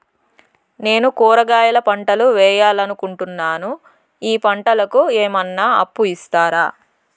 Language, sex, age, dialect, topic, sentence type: Telugu, female, 60-100, Southern, agriculture, question